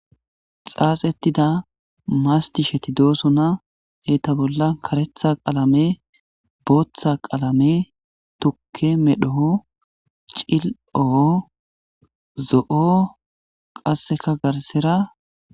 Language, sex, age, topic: Gamo, male, 25-35, government